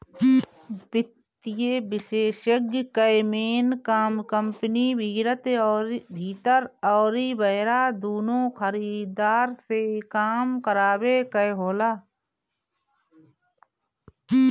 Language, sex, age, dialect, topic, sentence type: Bhojpuri, female, 31-35, Northern, banking, statement